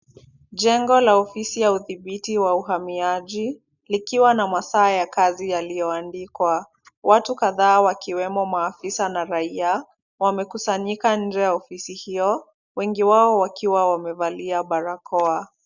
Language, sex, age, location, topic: Swahili, female, 25-35, Kisumu, government